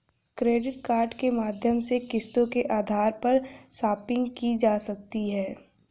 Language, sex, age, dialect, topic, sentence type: Hindi, female, 18-24, Hindustani Malvi Khadi Boli, banking, statement